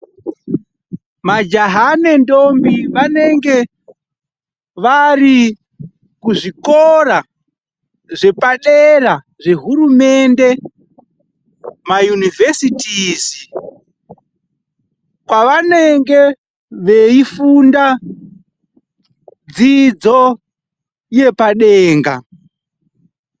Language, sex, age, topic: Ndau, male, 25-35, education